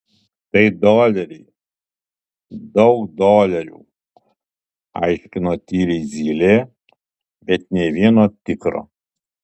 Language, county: Lithuanian, Alytus